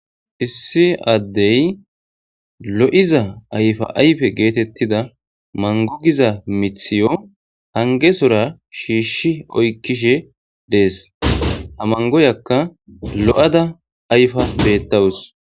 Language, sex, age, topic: Gamo, male, 25-35, agriculture